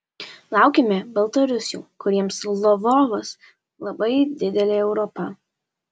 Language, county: Lithuanian, Alytus